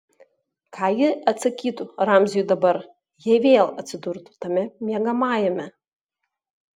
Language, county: Lithuanian, Klaipėda